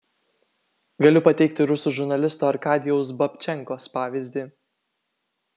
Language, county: Lithuanian, Kaunas